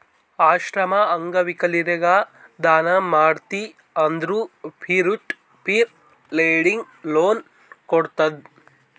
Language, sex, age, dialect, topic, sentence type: Kannada, male, 18-24, Northeastern, banking, statement